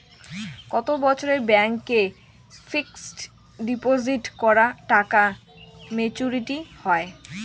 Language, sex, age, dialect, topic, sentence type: Bengali, female, 18-24, Rajbangshi, banking, question